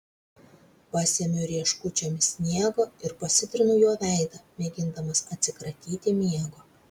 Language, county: Lithuanian, Vilnius